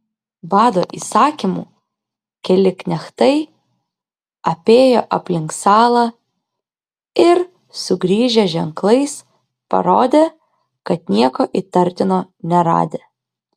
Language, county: Lithuanian, Klaipėda